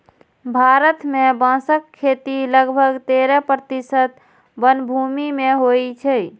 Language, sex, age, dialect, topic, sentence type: Maithili, female, 25-30, Eastern / Thethi, agriculture, statement